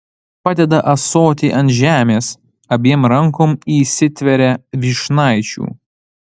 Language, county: Lithuanian, Panevėžys